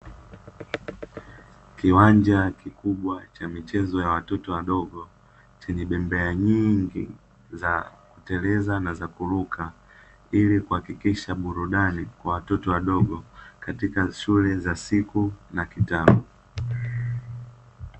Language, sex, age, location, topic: Swahili, male, 18-24, Dar es Salaam, education